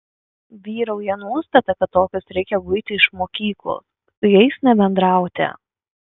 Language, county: Lithuanian, Kaunas